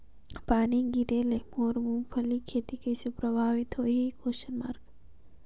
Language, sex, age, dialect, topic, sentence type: Chhattisgarhi, female, 18-24, Northern/Bhandar, agriculture, question